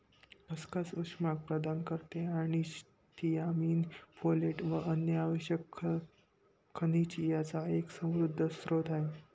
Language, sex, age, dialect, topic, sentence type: Marathi, male, 18-24, Northern Konkan, agriculture, statement